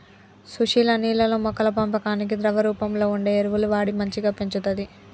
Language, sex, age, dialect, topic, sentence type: Telugu, male, 25-30, Telangana, agriculture, statement